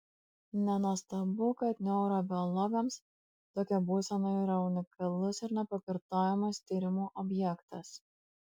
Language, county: Lithuanian, Kaunas